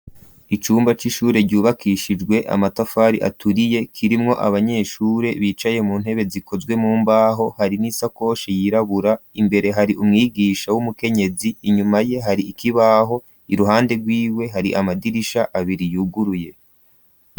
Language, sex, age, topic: Rundi, male, 25-35, education